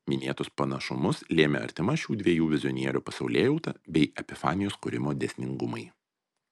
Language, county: Lithuanian, Vilnius